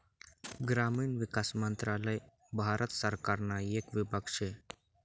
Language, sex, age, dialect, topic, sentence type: Marathi, male, 18-24, Northern Konkan, agriculture, statement